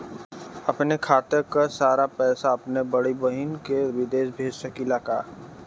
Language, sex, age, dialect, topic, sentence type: Bhojpuri, male, 18-24, Western, banking, question